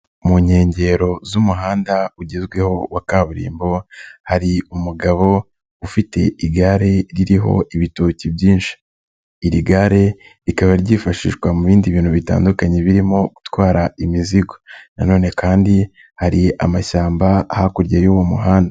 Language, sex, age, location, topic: Kinyarwanda, male, 25-35, Nyagatare, finance